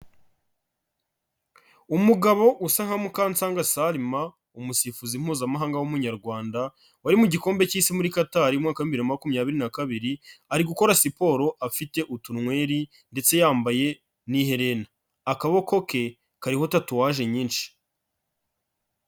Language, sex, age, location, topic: Kinyarwanda, male, 25-35, Kigali, health